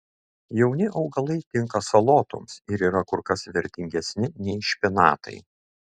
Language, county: Lithuanian, Šiauliai